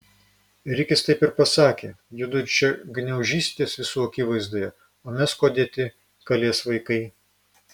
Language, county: Lithuanian, Vilnius